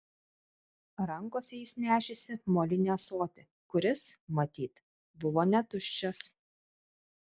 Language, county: Lithuanian, Kaunas